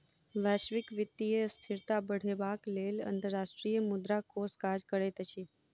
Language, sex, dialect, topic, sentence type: Maithili, female, Southern/Standard, banking, statement